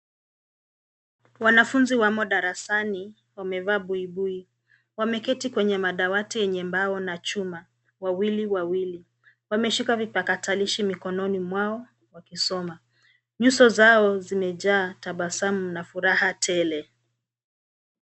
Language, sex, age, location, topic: Swahili, female, 25-35, Nairobi, education